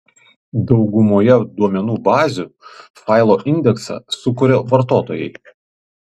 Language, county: Lithuanian, Panevėžys